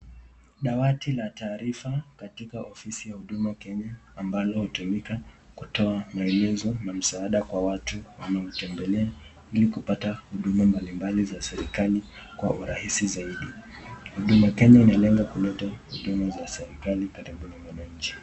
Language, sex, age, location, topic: Swahili, male, 18-24, Nakuru, government